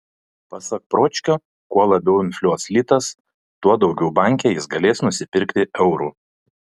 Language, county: Lithuanian, Panevėžys